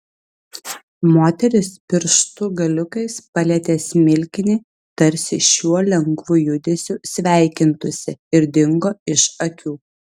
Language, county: Lithuanian, Vilnius